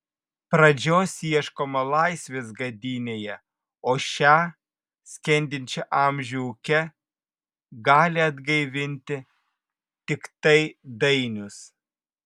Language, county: Lithuanian, Vilnius